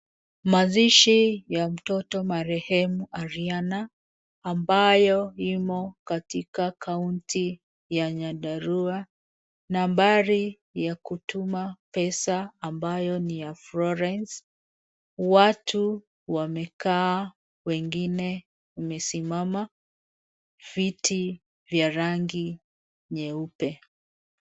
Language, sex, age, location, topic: Swahili, female, 36-49, Nairobi, finance